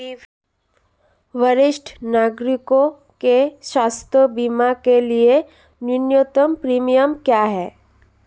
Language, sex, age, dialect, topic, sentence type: Hindi, female, 18-24, Marwari Dhudhari, banking, question